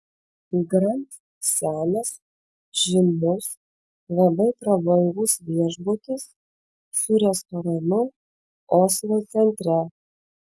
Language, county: Lithuanian, Vilnius